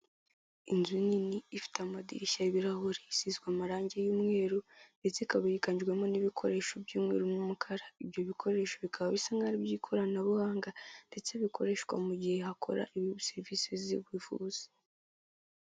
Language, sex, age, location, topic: Kinyarwanda, female, 18-24, Kigali, health